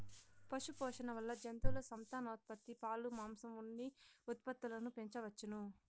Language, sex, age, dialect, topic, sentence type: Telugu, female, 60-100, Southern, agriculture, statement